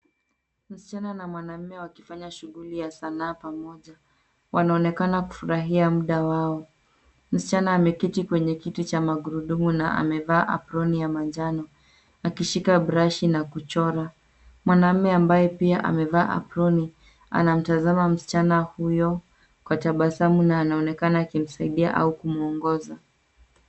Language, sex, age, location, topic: Swahili, female, 18-24, Nairobi, education